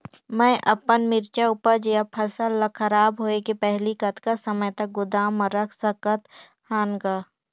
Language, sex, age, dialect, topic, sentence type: Chhattisgarhi, female, 18-24, Northern/Bhandar, agriculture, question